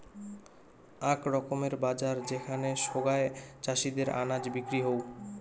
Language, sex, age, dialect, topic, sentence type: Bengali, male, 18-24, Rajbangshi, agriculture, statement